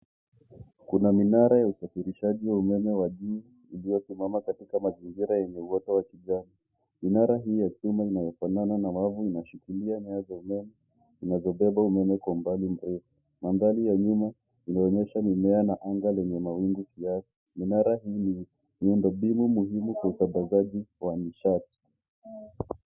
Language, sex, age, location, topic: Swahili, male, 25-35, Nairobi, government